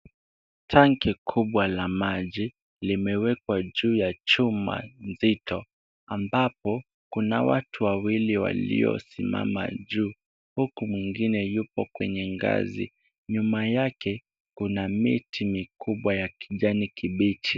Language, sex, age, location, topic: Swahili, male, 18-24, Kisumu, health